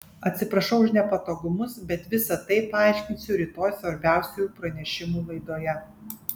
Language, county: Lithuanian, Kaunas